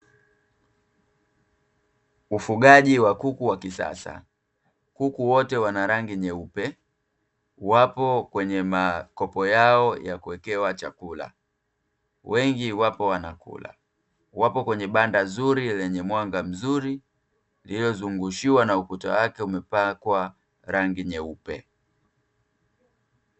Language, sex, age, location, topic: Swahili, male, 25-35, Dar es Salaam, agriculture